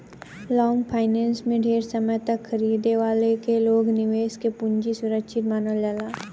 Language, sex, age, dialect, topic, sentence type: Bhojpuri, female, 18-24, Southern / Standard, banking, statement